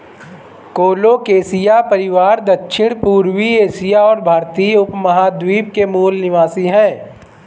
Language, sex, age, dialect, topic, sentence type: Hindi, male, 18-24, Marwari Dhudhari, agriculture, statement